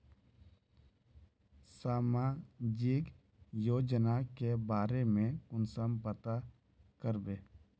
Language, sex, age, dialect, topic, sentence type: Magahi, male, 25-30, Northeastern/Surjapuri, banking, question